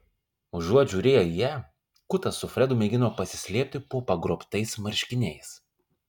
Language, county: Lithuanian, Kaunas